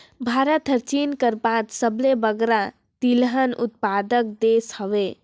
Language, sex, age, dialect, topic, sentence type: Chhattisgarhi, male, 56-60, Northern/Bhandar, agriculture, statement